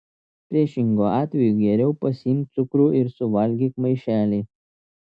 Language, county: Lithuanian, Telšiai